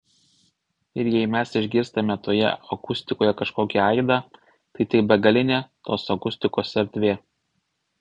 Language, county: Lithuanian, Vilnius